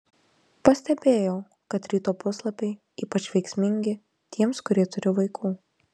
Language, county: Lithuanian, Marijampolė